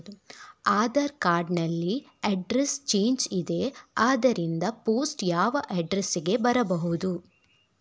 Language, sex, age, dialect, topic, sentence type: Kannada, female, 36-40, Coastal/Dakshin, banking, question